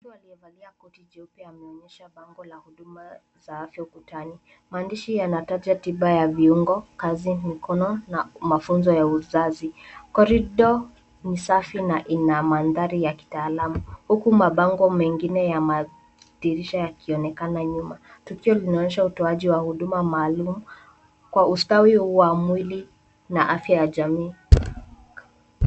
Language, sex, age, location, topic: Swahili, female, 18-24, Nairobi, health